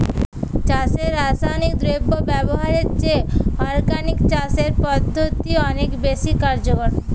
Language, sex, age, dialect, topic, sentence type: Bengali, female, 18-24, Jharkhandi, agriculture, statement